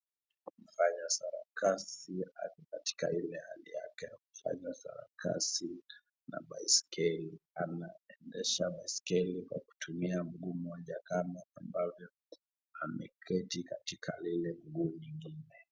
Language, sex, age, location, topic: Swahili, male, 25-35, Wajir, education